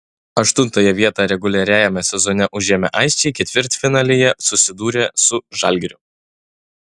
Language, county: Lithuanian, Utena